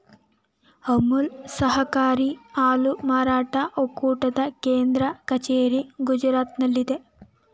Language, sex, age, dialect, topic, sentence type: Kannada, female, 18-24, Mysore Kannada, agriculture, statement